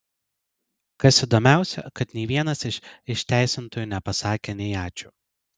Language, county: Lithuanian, Vilnius